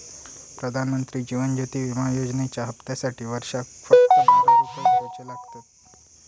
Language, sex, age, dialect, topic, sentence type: Marathi, male, 46-50, Southern Konkan, banking, statement